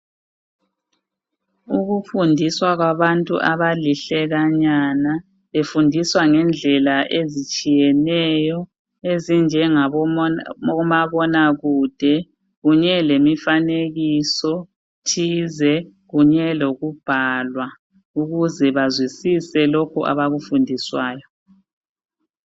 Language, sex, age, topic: North Ndebele, female, 36-49, health